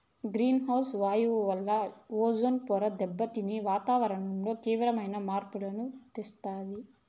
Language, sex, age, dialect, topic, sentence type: Telugu, female, 18-24, Southern, agriculture, statement